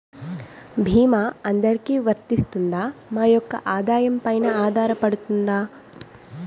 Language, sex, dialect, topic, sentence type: Telugu, female, Utterandhra, banking, question